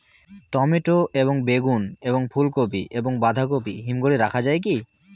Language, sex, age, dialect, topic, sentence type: Bengali, male, 18-24, Rajbangshi, agriculture, question